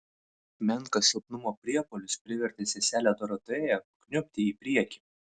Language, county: Lithuanian, Vilnius